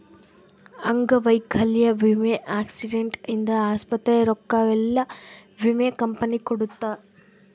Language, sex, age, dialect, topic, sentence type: Kannada, female, 18-24, Central, banking, statement